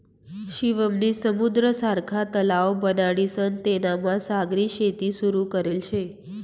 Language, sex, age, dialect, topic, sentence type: Marathi, female, 46-50, Northern Konkan, agriculture, statement